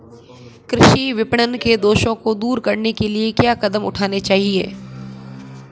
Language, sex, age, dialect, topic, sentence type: Hindi, female, 25-30, Marwari Dhudhari, agriculture, question